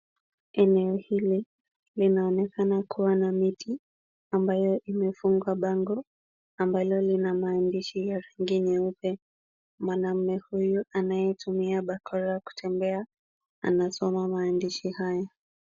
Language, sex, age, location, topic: Swahili, female, 18-24, Kisumu, health